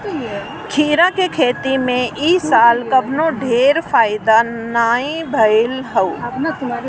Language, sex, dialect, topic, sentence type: Bhojpuri, female, Northern, agriculture, statement